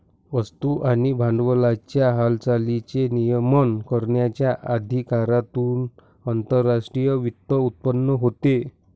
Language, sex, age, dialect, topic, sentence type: Marathi, male, 60-100, Northern Konkan, banking, statement